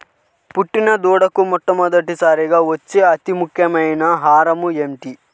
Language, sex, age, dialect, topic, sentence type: Telugu, male, 31-35, Central/Coastal, agriculture, question